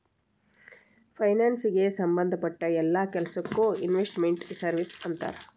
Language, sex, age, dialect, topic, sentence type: Kannada, female, 36-40, Dharwad Kannada, banking, statement